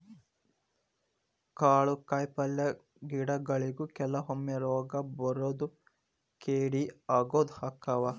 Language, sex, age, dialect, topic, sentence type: Kannada, male, 25-30, Dharwad Kannada, agriculture, statement